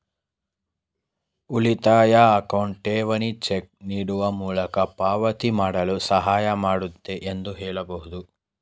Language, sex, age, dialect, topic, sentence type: Kannada, male, 18-24, Mysore Kannada, banking, statement